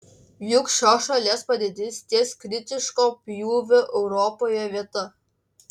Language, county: Lithuanian, Klaipėda